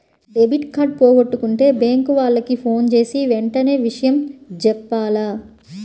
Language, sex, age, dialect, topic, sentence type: Telugu, female, 25-30, Central/Coastal, banking, statement